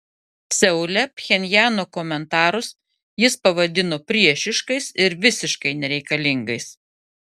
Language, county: Lithuanian, Klaipėda